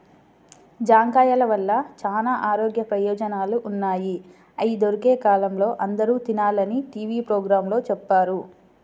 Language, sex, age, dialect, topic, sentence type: Telugu, female, 25-30, Central/Coastal, agriculture, statement